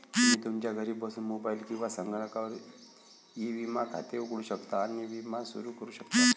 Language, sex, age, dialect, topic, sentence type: Marathi, male, 25-30, Varhadi, banking, statement